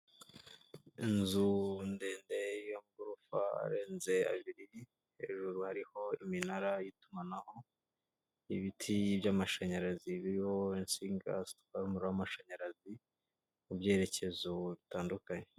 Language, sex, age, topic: Kinyarwanda, male, 18-24, government